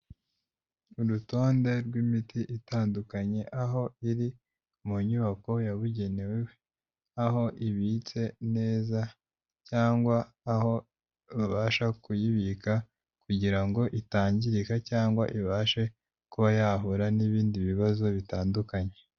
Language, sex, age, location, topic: Kinyarwanda, male, 25-35, Kigali, health